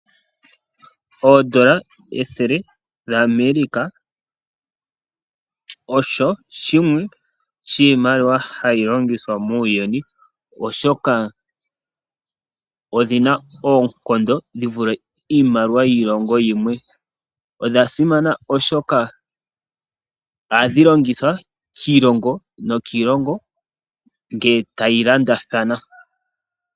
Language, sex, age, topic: Oshiwambo, male, 25-35, finance